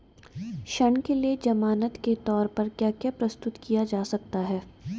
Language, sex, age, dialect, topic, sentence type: Hindi, female, 18-24, Garhwali, banking, question